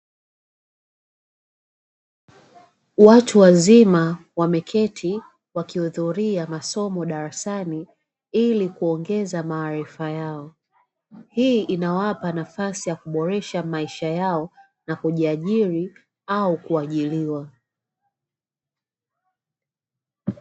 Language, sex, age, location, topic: Swahili, female, 25-35, Dar es Salaam, education